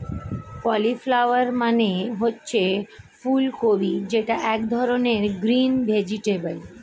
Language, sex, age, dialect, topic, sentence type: Bengali, female, 36-40, Standard Colloquial, agriculture, statement